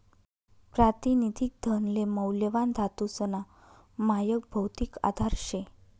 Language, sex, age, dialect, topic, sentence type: Marathi, female, 31-35, Northern Konkan, banking, statement